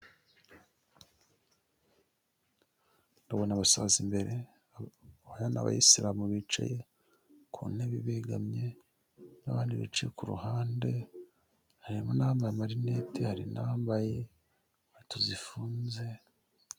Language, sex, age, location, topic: Kinyarwanda, female, 18-24, Huye, health